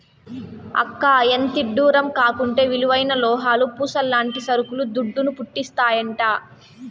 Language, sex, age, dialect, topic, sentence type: Telugu, female, 18-24, Southern, banking, statement